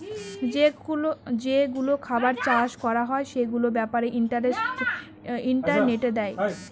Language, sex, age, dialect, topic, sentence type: Bengali, female, 18-24, Northern/Varendri, agriculture, statement